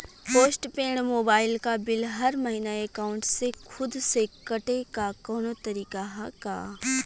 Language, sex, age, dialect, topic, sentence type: Bhojpuri, female, 25-30, Western, banking, question